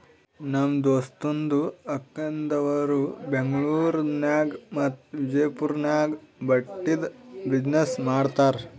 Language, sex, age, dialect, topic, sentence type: Kannada, male, 18-24, Northeastern, banking, statement